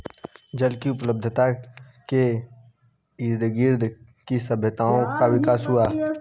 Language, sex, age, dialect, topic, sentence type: Hindi, female, 25-30, Hindustani Malvi Khadi Boli, agriculture, statement